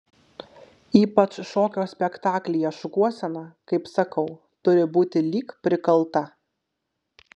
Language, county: Lithuanian, Kaunas